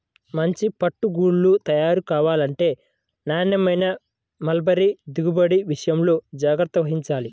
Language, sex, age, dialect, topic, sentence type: Telugu, male, 25-30, Central/Coastal, agriculture, statement